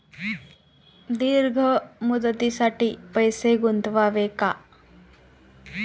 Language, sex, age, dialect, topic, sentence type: Marathi, female, 25-30, Standard Marathi, banking, question